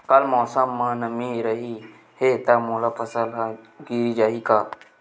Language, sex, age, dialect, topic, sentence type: Chhattisgarhi, male, 18-24, Western/Budati/Khatahi, agriculture, question